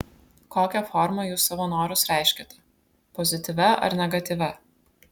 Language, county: Lithuanian, Vilnius